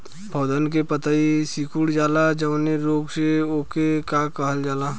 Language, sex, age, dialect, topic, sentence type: Bhojpuri, male, 25-30, Western, agriculture, question